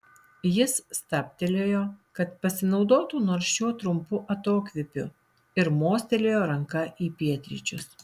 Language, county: Lithuanian, Alytus